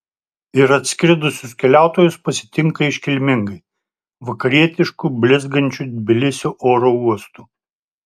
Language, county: Lithuanian, Tauragė